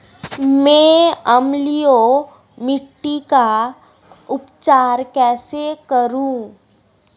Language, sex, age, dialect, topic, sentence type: Hindi, female, 18-24, Marwari Dhudhari, agriculture, question